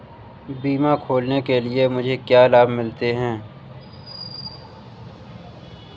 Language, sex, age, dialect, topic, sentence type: Hindi, male, 25-30, Awadhi Bundeli, banking, question